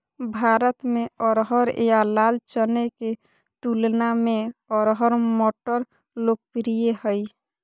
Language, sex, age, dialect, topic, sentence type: Magahi, female, 36-40, Southern, agriculture, statement